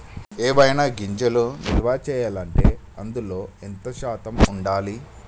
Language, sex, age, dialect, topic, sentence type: Telugu, male, 25-30, Telangana, agriculture, question